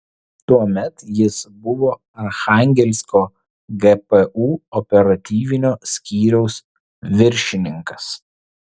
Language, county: Lithuanian, Vilnius